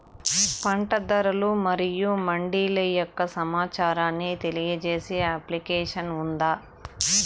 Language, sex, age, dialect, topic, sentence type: Telugu, male, 46-50, Southern, agriculture, question